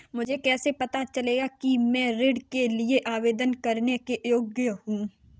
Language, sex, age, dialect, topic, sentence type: Hindi, female, 18-24, Kanauji Braj Bhasha, banking, statement